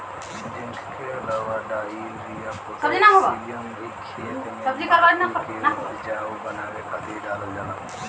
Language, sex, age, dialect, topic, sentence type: Bhojpuri, male, <18, Southern / Standard, agriculture, statement